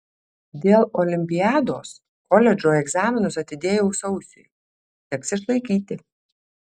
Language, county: Lithuanian, Alytus